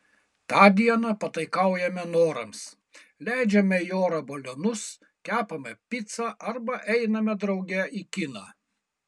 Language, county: Lithuanian, Kaunas